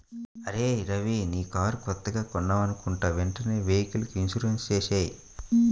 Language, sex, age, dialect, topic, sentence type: Telugu, male, 25-30, Central/Coastal, banking, statement